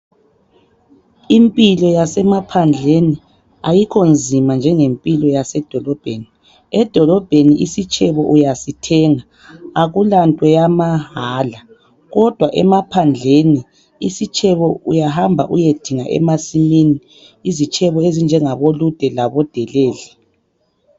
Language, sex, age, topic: North Ndebele, female, 25-35, health